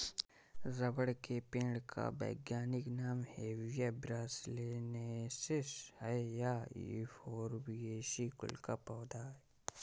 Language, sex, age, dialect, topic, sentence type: Hindi, male, 18-24, Awadhi Bundeli, agriculture, statement